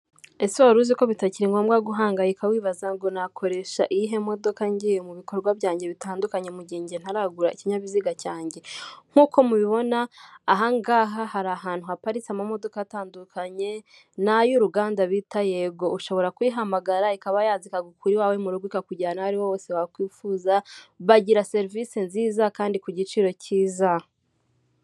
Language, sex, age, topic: Kinyarwanda, female, 18-24, government